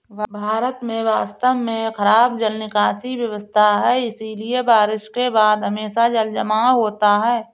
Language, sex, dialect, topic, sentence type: Hindi, female, Awadhi Bundeli, agriculture, statement